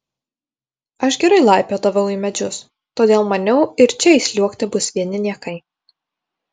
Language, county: Lithuanian, Vilnius